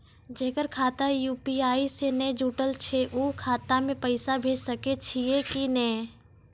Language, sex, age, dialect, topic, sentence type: Maithili, female, 25-30, Angika, banking, question